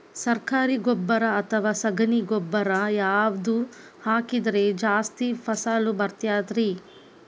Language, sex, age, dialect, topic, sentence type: Kannada, female, 18-24, Dharwad Kannada, agriculture, question